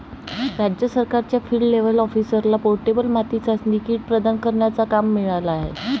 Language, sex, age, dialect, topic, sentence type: Marathi, female, 25-30, Varhadi, agriculture, statement